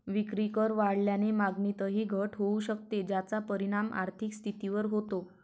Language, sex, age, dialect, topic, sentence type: Marathi, male, 31-35, Varhadi, banking, statement